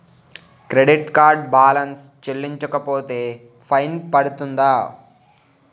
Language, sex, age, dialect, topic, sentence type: Telugu, male, 18-24, Utterandhra, banking, question